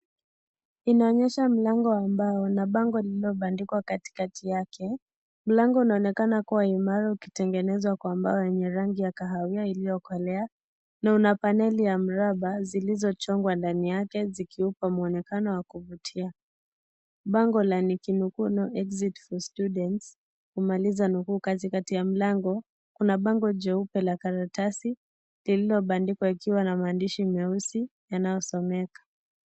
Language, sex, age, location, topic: Swahili, female, 18-24, Kisii, education